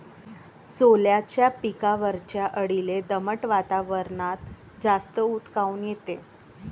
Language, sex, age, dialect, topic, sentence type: Marathi, male, 31-35, Varhadi, agriculture, question